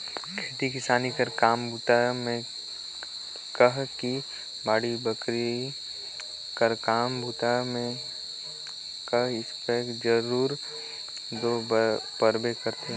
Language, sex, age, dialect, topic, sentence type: Chhattisgarhi, male, 18-24, Northern/Bhandar, agriculture, statement